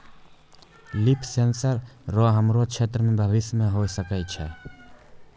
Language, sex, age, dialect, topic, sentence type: Maithili, male, 18-24, Angika, agriculture, statement